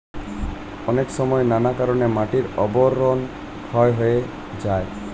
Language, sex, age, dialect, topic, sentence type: Bengali, male, 25-30, Standard Colloquial, agriculture, statement